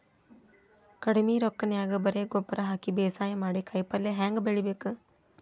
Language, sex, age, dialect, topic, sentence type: Kannada, female, 25-30, Dharwad Kannada, agriculture, question